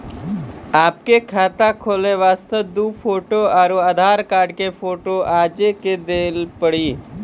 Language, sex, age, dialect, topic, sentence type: Maithili, male, 18-24, Angika, banking, question